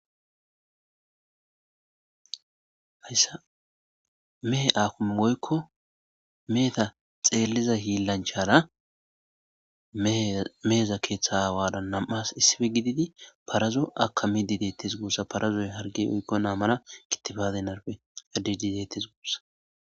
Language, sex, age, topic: Gamo, male, 25-35, agriculture